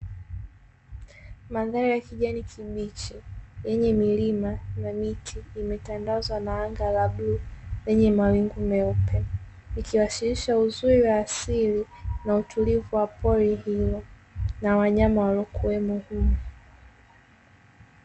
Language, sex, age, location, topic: Swahili, female, 18-24, Dar es Salaam, agriculture